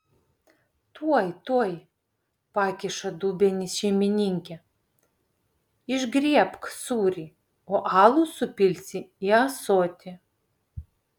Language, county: Lithuanian, Vilnius